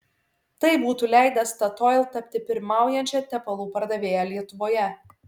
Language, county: Lithuanian, Šiauliai